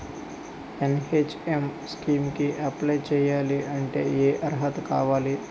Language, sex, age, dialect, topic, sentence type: Telugu, male, 25-30, Utterandhra, agriculture, question